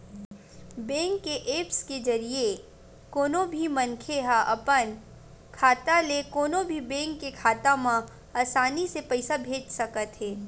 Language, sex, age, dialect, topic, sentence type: Chhattisgarhi, female, 18-24, Western/Budati/Khatahi, banking, statement